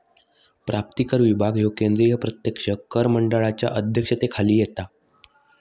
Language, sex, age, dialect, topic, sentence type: Marathi, male, 56-60, Southern Konkan, banking, statement